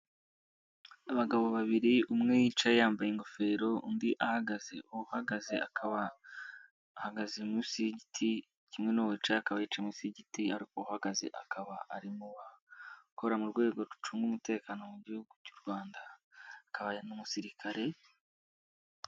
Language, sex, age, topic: Kinyarwanda, male, 18-24, government